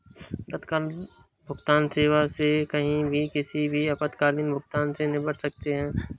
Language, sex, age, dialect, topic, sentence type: Hindi, male, 18-24, Awadhi Bundeli, banking, statement